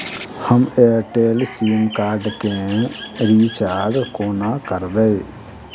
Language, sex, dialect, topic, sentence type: Maithili, male, Southern/Standard, banking, question